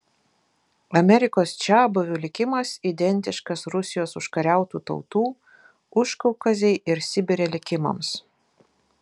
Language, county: Lithuanian, Vilnius